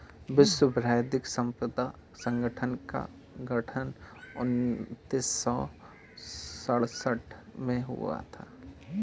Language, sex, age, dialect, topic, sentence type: Hindi, male, 18-24, Awadhi Bundeli, banking, statement